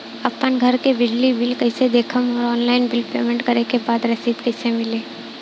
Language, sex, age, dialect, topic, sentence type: Bhojpuri, female, 18-24, Southern / Standard, banking, question